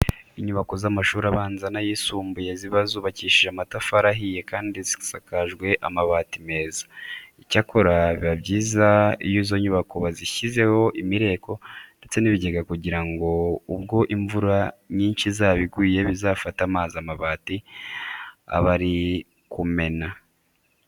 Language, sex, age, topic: Kinyarwanda, male, 25-35, education